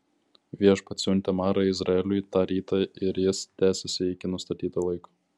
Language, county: Lithuanian, Klaipėda